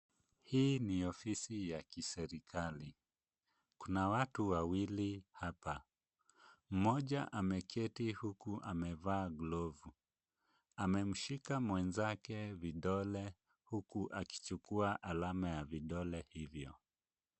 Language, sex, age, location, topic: Swahili, male, 25-35, Kisumu, government